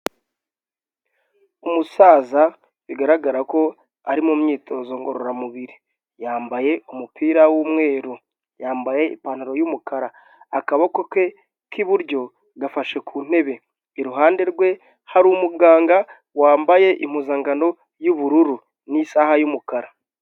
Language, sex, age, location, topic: Kinyarwanda, male, 25-35, Kigali, health